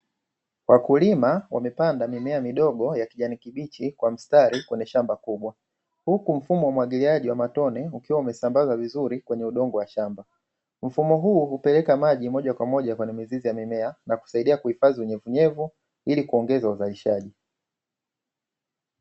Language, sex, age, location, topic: Swahili, male, 25-35, Dar es Salaam, agriculture